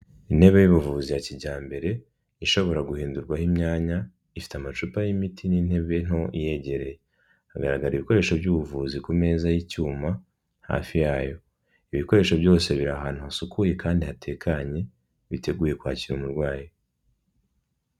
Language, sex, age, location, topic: Kinyarwanda, male, 18-24, Kigali, health